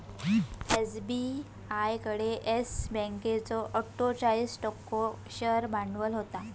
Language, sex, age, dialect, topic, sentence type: Marathi, female, 18-24, Southern Konkan, banking, statement